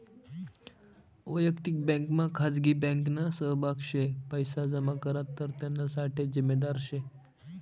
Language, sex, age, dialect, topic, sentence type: Marathi, male, 18-24, Northern Konkan, banking, statement